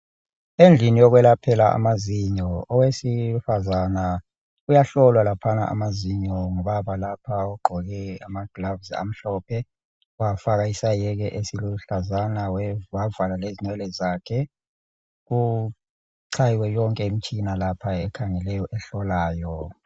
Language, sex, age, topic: North Ndebele, male, 36-49, health